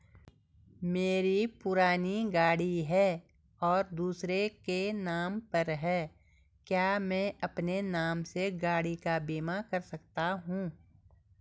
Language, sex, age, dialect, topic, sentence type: Hindi, female, 46-50, Garhwali, banking, question